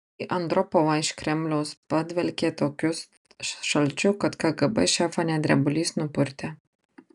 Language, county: Lithuanian, Marijampolė